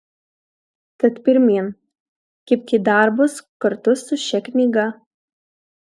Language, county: Lithuanian, Kaunas